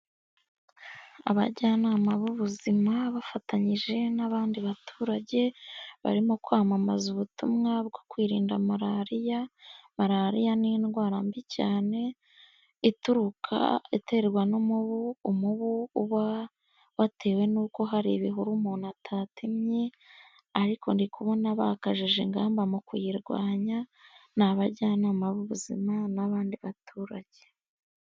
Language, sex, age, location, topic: Kinyarwanda, female, 18-24, Nyagatare, health